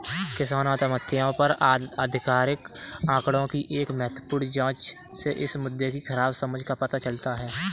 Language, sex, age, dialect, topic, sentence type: Hindi, male, 18-24, Kanauji Braj Bhasha, agriculture, statement